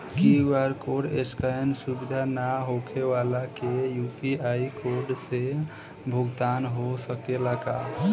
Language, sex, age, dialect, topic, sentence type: Bhojpuri, female, 18-24, Southern / Standard, banking, question